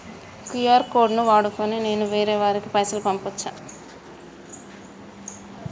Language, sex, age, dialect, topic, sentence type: Telugu, female, 31-35, Telangana, banking, question